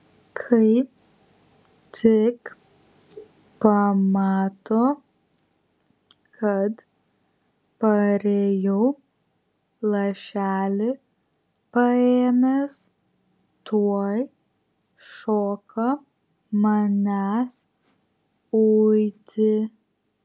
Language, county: Lithuanian, Vilnius